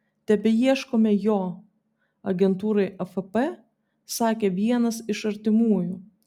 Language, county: Lithuanian, Vilnius